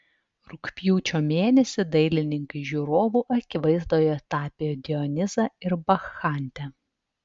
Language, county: Lithuanian, Telšiai